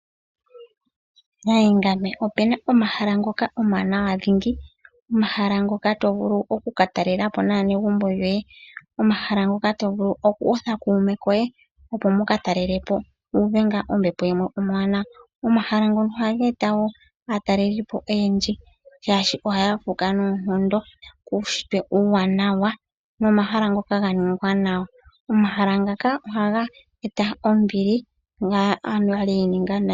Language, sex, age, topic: Oshiwambo, female, 25-35, agriculture